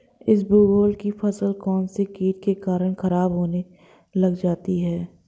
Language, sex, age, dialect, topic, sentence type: Hindi, female, 25-30, Marwari Dhudhari, agriculture, question